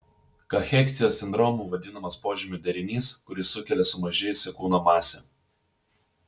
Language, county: Lithuanian, Vilnius